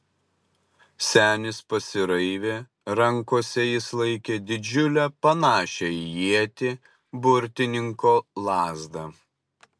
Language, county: Lithuanian, Utena